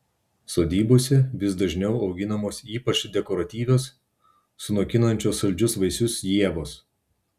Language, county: Lithuanian, Vilnius